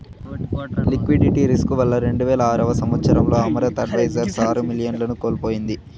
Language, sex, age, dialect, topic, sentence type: Telugu, male, 51-55, Southern, banking, statement